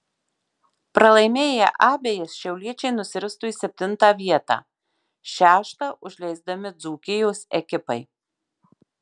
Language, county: Lithuanian, Marijampolė